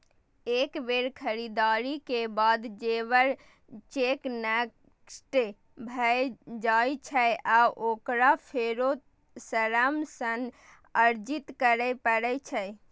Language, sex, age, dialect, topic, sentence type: Maithili, female, 36-40, Eastern / Thethi, banking, statement